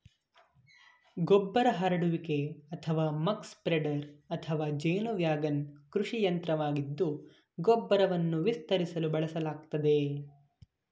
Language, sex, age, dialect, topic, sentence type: Kannada, male, 18-24, Mysore Kannada, agriculture, statement